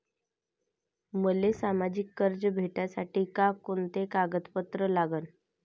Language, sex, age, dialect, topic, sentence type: Marathi, female, 18-24, Varhadi, banking, question